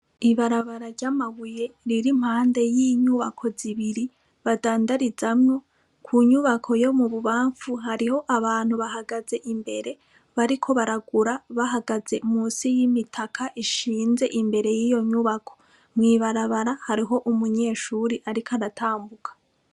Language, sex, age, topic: Rundi, female, 25-35, education